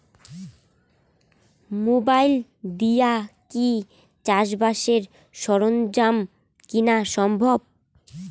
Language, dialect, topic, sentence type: Bengali, Rajbangshi, agriculture, question